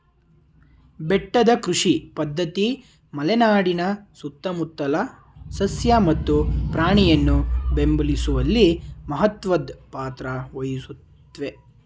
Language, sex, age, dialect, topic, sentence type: Kannada, male, 18-24, Mysore Kannada, agriculture, statement